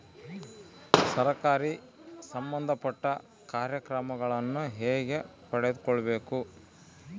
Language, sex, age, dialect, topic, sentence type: Kannada, male, 36-40, Central, banking, question